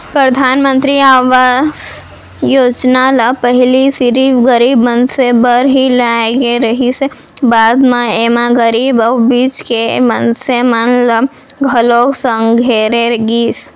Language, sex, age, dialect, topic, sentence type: Chhattisgarhi, female, 18-24, Central, banking, statement